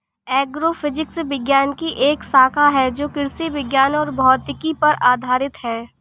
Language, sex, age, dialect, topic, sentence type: Hindi, female, 25-30, Awadhi Bundeli, agriculture, statement